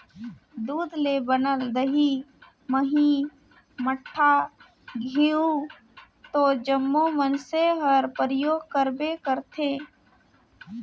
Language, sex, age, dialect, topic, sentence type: Chhattisgarhi, female, 18-24, Northern/Bhandar, agriculture, statement